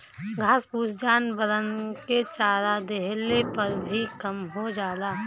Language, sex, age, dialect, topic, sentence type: Bhojpuri, female, 31-35, Northern, agriculture, statement